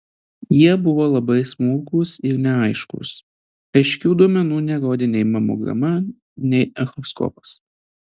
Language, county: Lithuanian, Telšiai